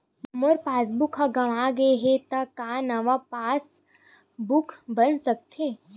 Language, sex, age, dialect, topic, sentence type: Chhattisgarhi, female, 18-24, Western/Budati/Khatahi, banking, question